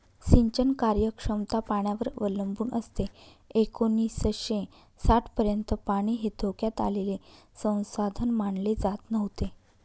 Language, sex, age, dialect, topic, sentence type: Marathi, female, 31-35, Northern Konkan, agriculture, statement